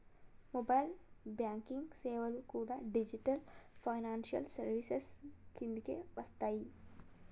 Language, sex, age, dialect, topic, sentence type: Telugu, female, 18-24, Telangana, banking, statement